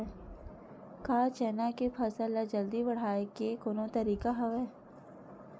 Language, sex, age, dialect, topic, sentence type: Chhattisgarhi, female, 31-35, Western/Budati/Khatahi, agriculture, question